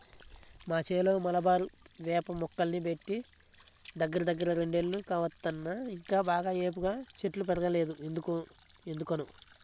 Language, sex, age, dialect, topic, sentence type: Telugu, male, 25-30, Central/Coastal, agriculture, statement